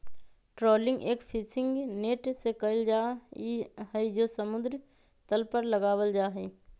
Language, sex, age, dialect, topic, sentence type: Magahi, female, 31-35, Western, agriculture, statement